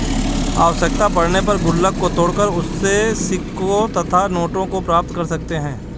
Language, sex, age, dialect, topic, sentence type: Hindi, male, 25-30, Marwari Dhudhari, banking, statement